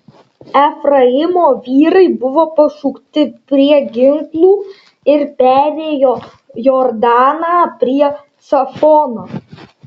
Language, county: Lithuanian, Šiauliai